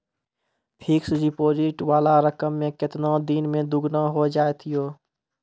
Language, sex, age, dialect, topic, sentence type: Maithili, male, 18-24, Angika, banking, question